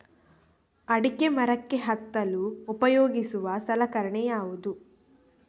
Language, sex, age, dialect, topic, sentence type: Kannada, female, 18-24, Coastal/Dakshin, agriculture, question